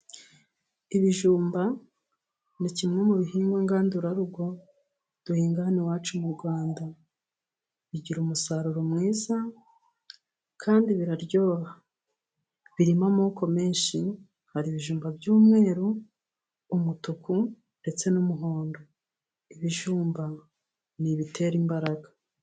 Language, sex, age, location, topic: Kinyarwanda, female, 36-49, Musanze, agriculture